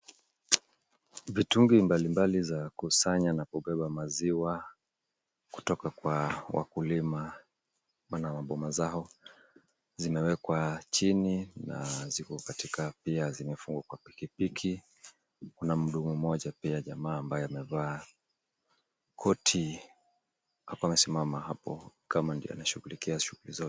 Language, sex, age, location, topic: Swahili, male, 36-49, Kisumu, agriculture